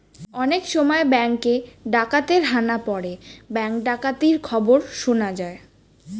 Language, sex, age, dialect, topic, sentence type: Bengali, female, 18-24, Standard Colloquial, banking, statement